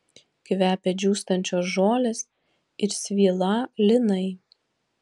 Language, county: Lithuanian, Panevėžys